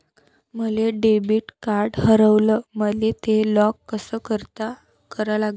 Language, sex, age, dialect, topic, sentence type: Marathi, female, 18-24, Varhadi, banking, question